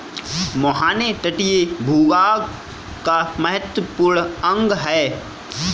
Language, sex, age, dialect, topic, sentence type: Hindi, male, 25-30, Kanauji Braj Bhasha, agriculture, statement